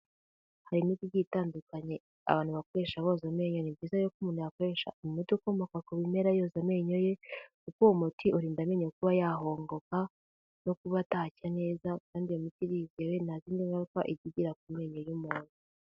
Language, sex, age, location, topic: Kinyarwanda, female, 18-24, Kigali, health